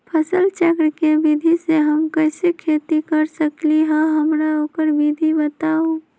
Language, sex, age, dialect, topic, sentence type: Magahi, female, 18-24, Western, agriculture, question